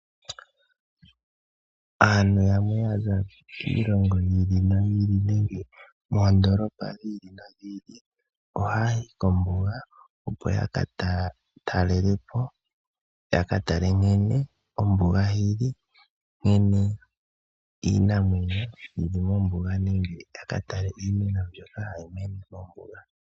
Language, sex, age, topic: Oshiwambo, male, 18-24, agriculture